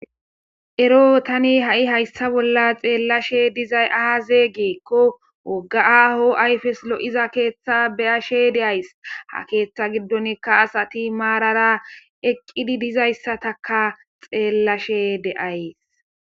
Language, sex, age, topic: Gamo, male, 18-24, government